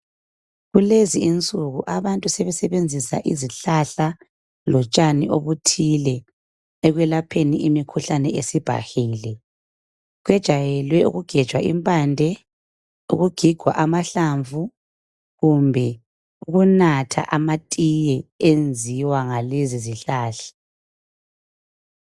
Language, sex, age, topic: North Ndebele, female, 25-35, health